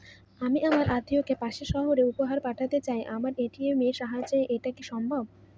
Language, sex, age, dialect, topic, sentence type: Bengali, female, 18-24, Northern/Varendri, banking, question